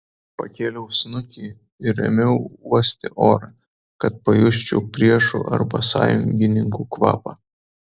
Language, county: Lithuanian, Vilnius